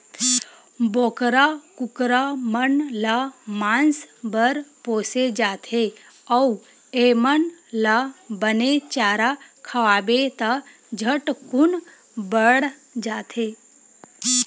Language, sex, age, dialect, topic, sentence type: Chhattisgarhi, female, 25-30, Western/Budati/Khatahi, agriculture, statement